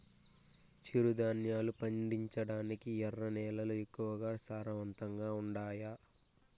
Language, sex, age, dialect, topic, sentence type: Telugu, male, 41-45, Southern, agriculture, question